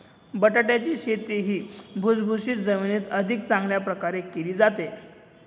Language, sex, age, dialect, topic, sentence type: Marathi, male, 25-30, Northern Konkan, agriculture, statement